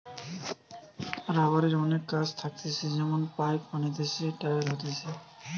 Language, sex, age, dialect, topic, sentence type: Bengali, male, 18-24, Western, agriculture, statement